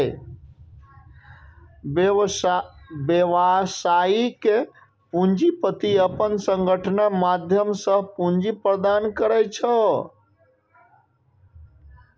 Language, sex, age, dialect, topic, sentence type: Maithili, male, 36-40, Eastern / Thethi, banking, statement